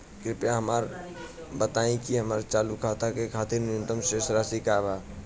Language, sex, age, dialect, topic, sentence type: Bhojpuri, male, 18-24, Southern / Standard, banking, statement